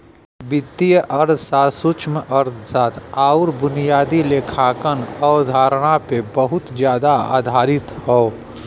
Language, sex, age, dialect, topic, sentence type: Bhojpuri, male, 36-40, Western, banking, statement